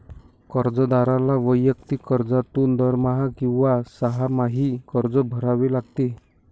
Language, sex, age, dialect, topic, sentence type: Marathi, male, 60-100, Standard Marathi, banking, statement